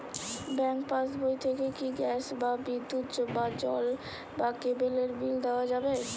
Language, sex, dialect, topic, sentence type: Bengali, female, Western, banking, question